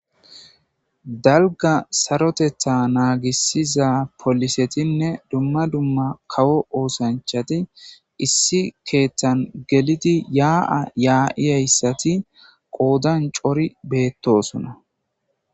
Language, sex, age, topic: Gamo, male, 25-35, government